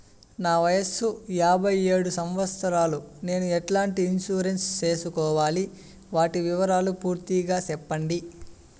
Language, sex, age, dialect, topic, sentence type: Telugu, male, 18-24, Southern, banking, question